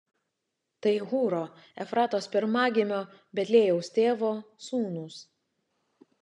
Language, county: Lithuanian, Šiauliai